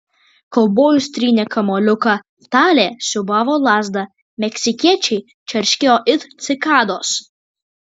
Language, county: Lithuanian, Kaunas